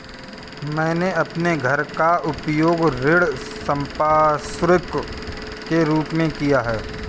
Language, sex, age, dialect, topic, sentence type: Hindi, male, 31-35, Kanauji Braj Bhasha, banking, statement